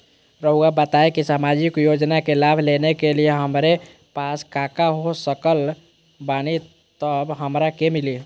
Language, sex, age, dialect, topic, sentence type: Magahi, female, 18-24, Southern, banking, question